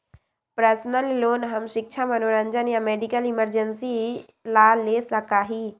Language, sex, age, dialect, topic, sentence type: Magahi, female, 18-24, Western, banking, statement